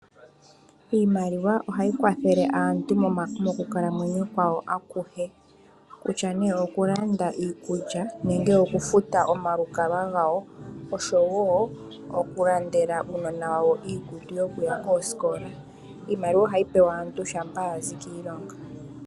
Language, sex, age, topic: Oshiwambo, female, 25-35, finance